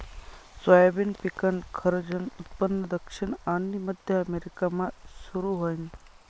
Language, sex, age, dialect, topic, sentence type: Marathi, male, 25-30, Northern Konkan, agriculture, statement